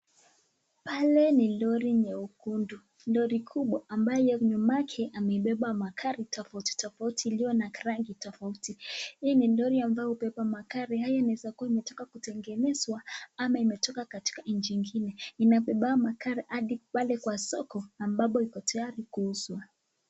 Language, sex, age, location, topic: Swahili, female, 18-24, Nakuru, agriculture